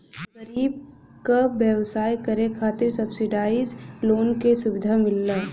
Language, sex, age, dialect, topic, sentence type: Bhojpuri, female, 18-24, Western, banking, statement